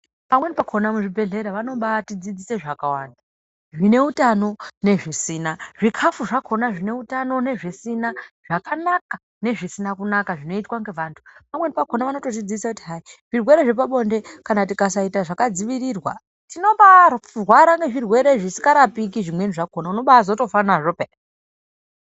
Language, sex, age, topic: Ndau, female, 25-35, health